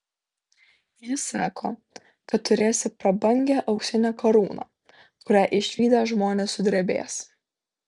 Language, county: Lithuanian, Vilnius